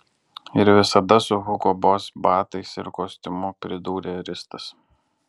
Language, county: Lithuanian, Alytus